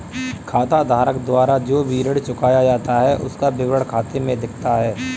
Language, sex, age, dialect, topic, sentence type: Hindi, male, 25-30, Kanauji Braj Bhasha, banking, statement